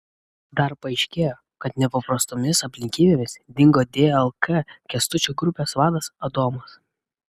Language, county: Lithuanian, Vilnius